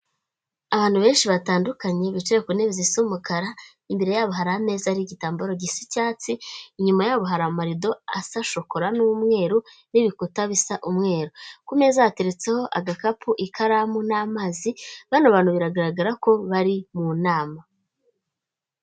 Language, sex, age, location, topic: Kinyarwanda, female, 25-35, Kigali, government